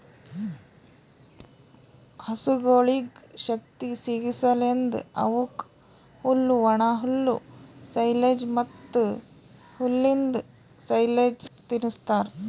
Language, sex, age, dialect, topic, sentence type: Kannada, female, 36-40, Northeastern, agriculture, statement